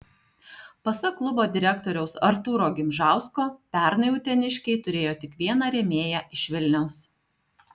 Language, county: Lithuanian, Alytus